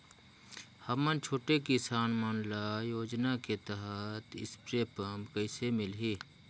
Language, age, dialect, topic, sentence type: Chhattisgarhi, 41-45, Northern/Bhandar, agriculture, question